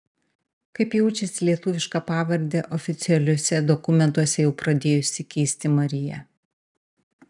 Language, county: Lithuanian, Panevėžys